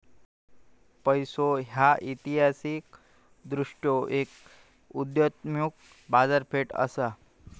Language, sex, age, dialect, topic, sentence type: Marathi, male, 18-24, Southern Konkan, banking, statement